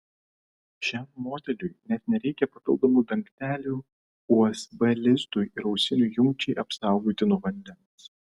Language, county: Lithuanian, Vilnius